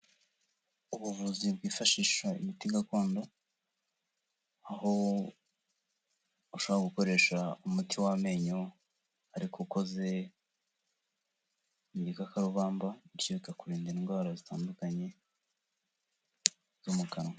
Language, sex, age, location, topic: Kinyarwanda, male, 18-24, Kigali, health